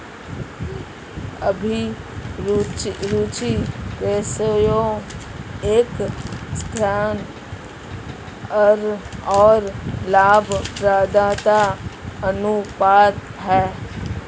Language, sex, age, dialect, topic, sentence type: Hindi, female, 36-40, Marwari Dhudhari, banking, statement